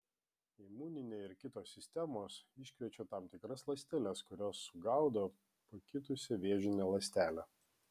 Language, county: Lithuanian, Vilnius